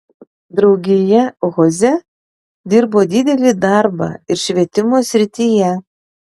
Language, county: Lithuanian, Panevėžys